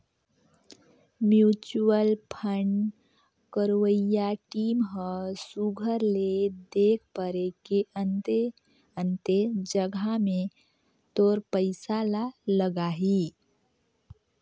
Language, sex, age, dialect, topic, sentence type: Chhattisgarhi, female, 18-24, Northern/Bhandar, banking, statement